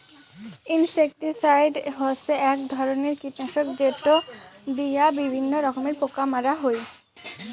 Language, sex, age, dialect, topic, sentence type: Bengali, female, <18, Rajbangshi, agriculture, statement